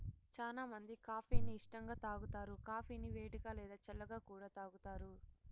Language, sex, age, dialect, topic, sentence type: Telugu, female, 60-100, Southern, agriculture, statement